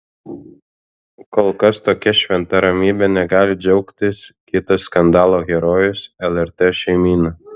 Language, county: Lithuanian, Alytus